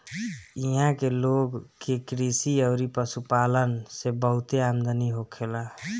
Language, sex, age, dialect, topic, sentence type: Bhojpuri, male, 51-55, Northern, agriculture, statement